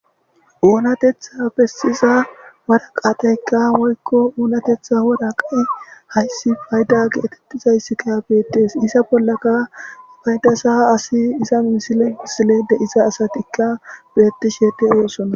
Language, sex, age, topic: Gamo, male, 25-35, government